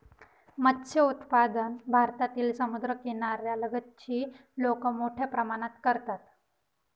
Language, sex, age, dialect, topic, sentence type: Marathi, female, 18-24, Northern Konkan, agriculture, statement